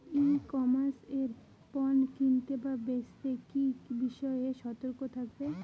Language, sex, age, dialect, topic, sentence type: Bengali, female, 18-24, Rajbangshi, agriculture, question